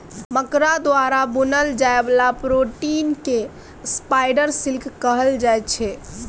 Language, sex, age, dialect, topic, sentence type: Maithili, female, 18-24, Bajjika, agriculture, statement